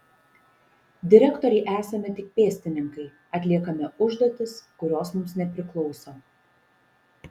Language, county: Lithuanian, Šiauliai